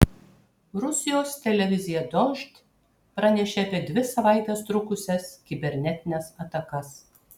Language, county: Lithuanian, Kaunas